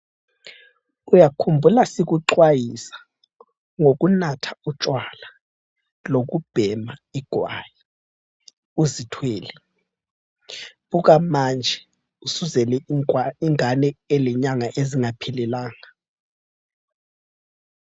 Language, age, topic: North Ndebele, 25-35, health